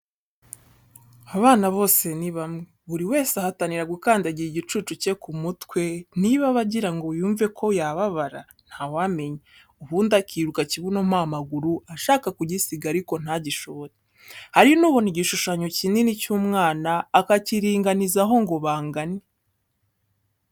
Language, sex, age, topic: Kinyarwanda, female, 18-24, education